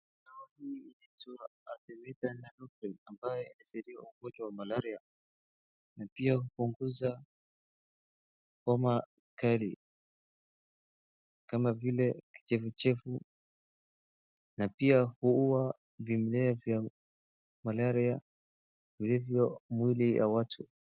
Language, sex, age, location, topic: Swahili, male, 18-24, Wajir, health